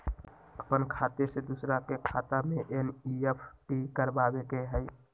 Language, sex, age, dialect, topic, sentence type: Magahi, male, 18-24, Western, banking, question